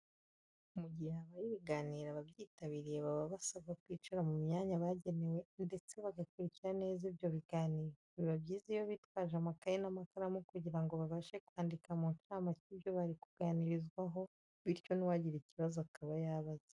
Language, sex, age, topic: Kinyarwanda, female, 25-35, education